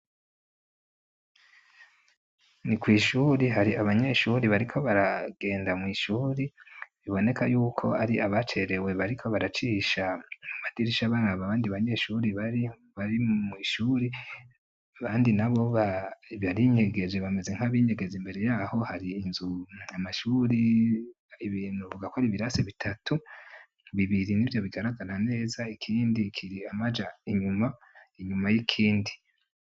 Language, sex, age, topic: Rundi, male, 25-35, education